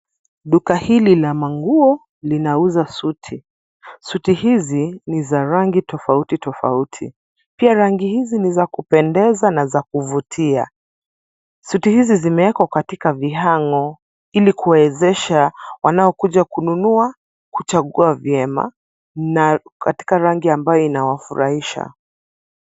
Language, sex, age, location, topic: Swahili, female, 25-35, Nairobi, finance